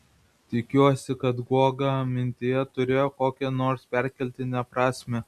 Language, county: Lithuanian, Vilnius